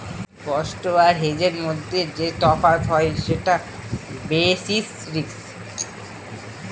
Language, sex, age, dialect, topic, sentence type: Bengali, male, <18, Northern/Varendri, banking, statement